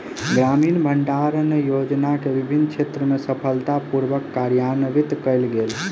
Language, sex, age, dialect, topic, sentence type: Maithili, male, 25-30, Southern/Standard, agriculture, statement